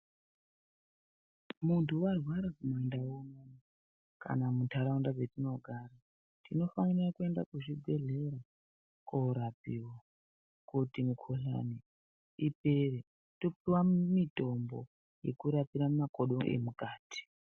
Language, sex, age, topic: Ndau, female, 36-49, health